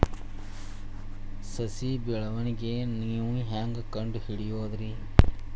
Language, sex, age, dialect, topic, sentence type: Kannada, male, 36-40, Dharwad Kannada, agriculture, question